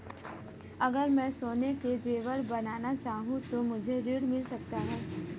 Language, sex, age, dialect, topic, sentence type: Hindi, female, 18-24, Marwari Dhudhari, banking, question